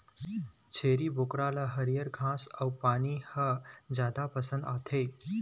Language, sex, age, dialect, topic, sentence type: Chhattisgarhi, male, 18-24, Eastern, agriculture, statement